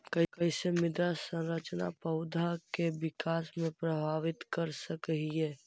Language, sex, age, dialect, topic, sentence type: Magahi, male, 51-55, Central/Standard, agriculture, statement